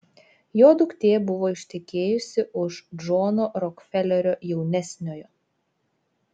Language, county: Lithuanian, Šiauliai